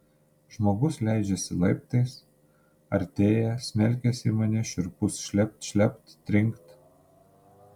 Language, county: Lithuanian, Panevėžys